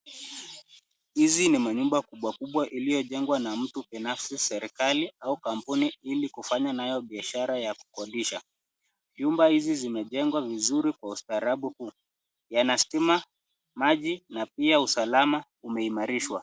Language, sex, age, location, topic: Swahili, male, 18-24, Nairobi, finance